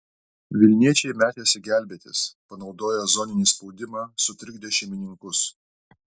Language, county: Lithuanian, Alytus